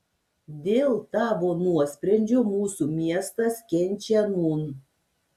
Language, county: Lithuanian, Šiauliai